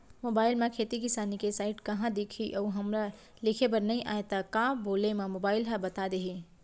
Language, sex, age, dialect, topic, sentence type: Chhattisgarhi, female, 31-35, Central, agriculture, question